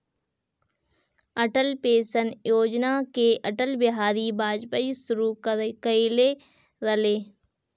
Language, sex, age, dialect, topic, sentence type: Bhojpuri, female, 18-24, Northern, banking, statement